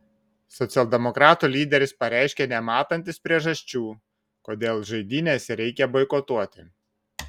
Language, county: Lithuanian, Šiauliai